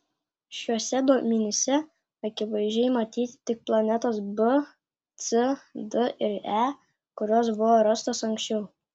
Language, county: Lithuanian, Klaipėda